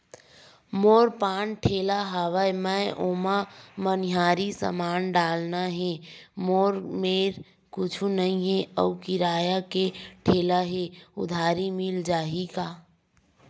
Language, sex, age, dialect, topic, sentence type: Chhattisgarhi, female, 18-24, Western/Budati/Khatahi, banking, question